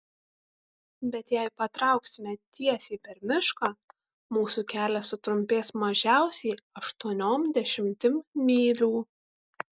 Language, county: Lithuanian, Kaunas